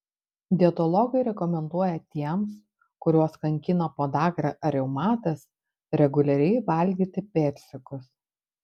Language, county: Lithuanian, Panevėžys